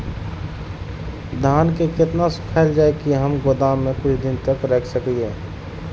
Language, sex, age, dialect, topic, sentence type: Maithili, male, 31-35, Eastern / Thethi, agriculture, question